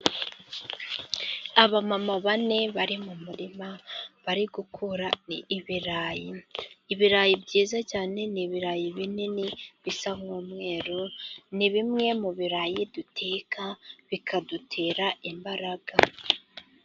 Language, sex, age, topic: Kinyarwanda, female, 18-24, agriculture